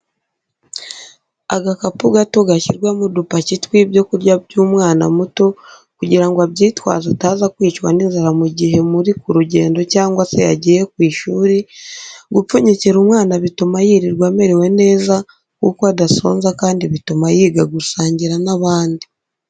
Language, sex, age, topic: Kinyarwanda, female, 25-35, education